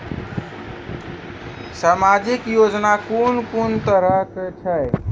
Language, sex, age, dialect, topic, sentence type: Maithili, male, 18-24, Angika, banking, question